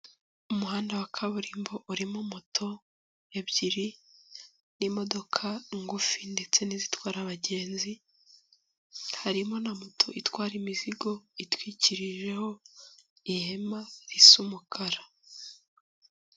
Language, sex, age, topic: Kinyarwanda, female, 18-24, government